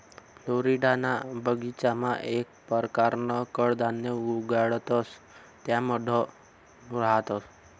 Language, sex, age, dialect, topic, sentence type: Marathi, male, 25-30, Northern Konkan, agriculture, statement